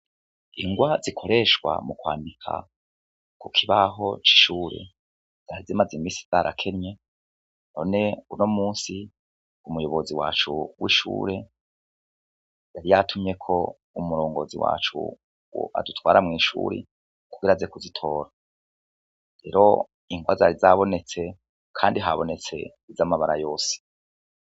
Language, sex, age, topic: Rundi, male, 36-49, education